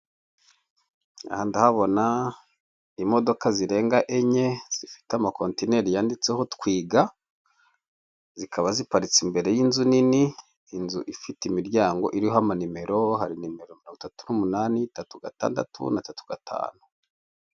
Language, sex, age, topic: Kinyarwanda, male, 36-49, finance